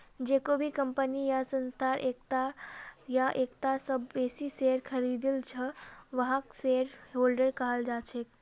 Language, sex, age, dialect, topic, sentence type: Magahi, female, 36-40, Northeastern/Surjapuri, banking, statement